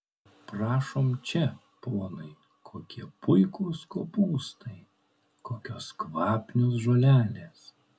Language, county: Lithuanian, Kaunas